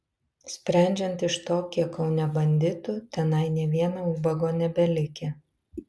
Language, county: Lithuanian, Vilnius